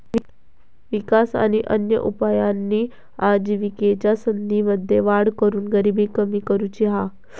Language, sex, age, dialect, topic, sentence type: Marathi, female, 18-24, Southern Konkan, banking, statement